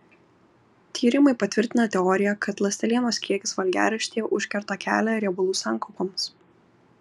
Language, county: Lithuanian, Kaunas